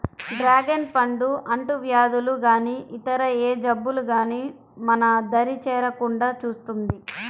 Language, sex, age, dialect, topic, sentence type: Telugu, female, 25-30, Central/Coastal, agriculture, statement